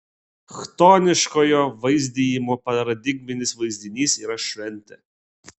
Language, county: Lithuanian, Klaipėda